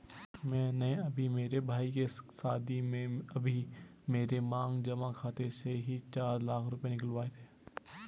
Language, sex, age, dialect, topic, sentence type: Hindi, male, 18-24, Garhwali, banking, statement